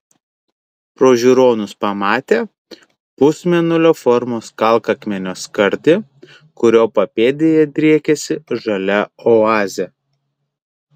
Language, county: Lithuanian, Kaunas